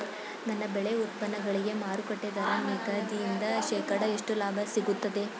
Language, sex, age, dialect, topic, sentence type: Kannada, female, 18-24, Mysore Kannada, agriculture, question